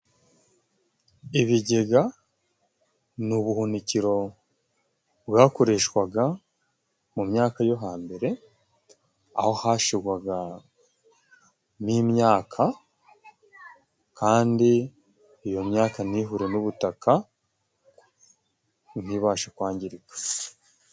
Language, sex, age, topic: Kinyarwanda, male, 25-35, government